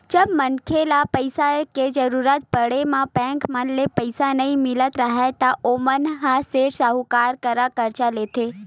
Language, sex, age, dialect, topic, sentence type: Chhattisgarhi, female, 18-24, Western/Budati/Khatahi, banking, statement